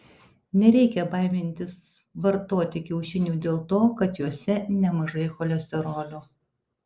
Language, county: Lithuanian, Alytus